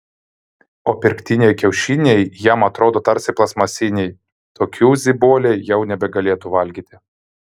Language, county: Lithuanian, Vilnius